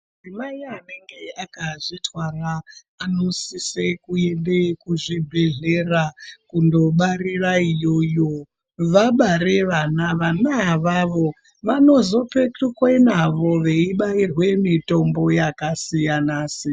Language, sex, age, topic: Ndau, female, 36-49, health